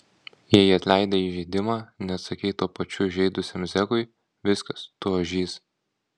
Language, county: Lithuanian, Kaunas